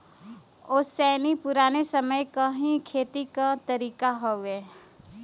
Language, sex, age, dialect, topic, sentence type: Bhojpuri, female, 18-24, Western, agriculture, statement